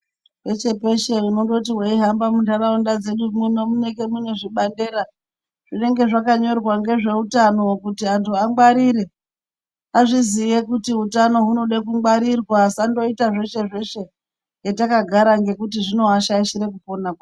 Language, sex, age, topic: Ndau, male, 36-49, health